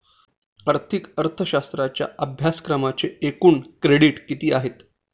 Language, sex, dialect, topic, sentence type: Marathi, male, Standard Marathi, banking, statement